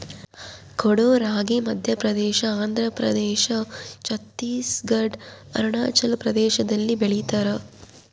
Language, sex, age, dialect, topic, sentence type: Kannada, female, 25-30, Central, agriculture, statement